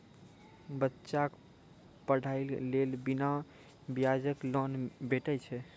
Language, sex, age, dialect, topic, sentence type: Maithili, male, 51-55, Angika, banking, question